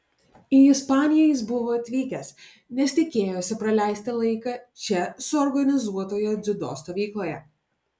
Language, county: Lithuanian, Alytus